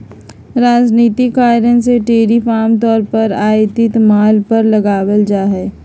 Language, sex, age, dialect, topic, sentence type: Magahi, female, 56-60, Southern, banking, statement